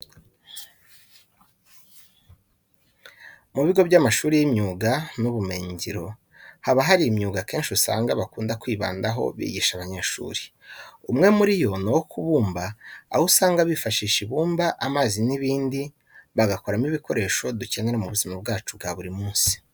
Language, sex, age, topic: Kinyarwanda, male, 25-35, education